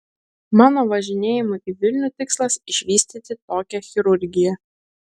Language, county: Lithuanian, Klaipėda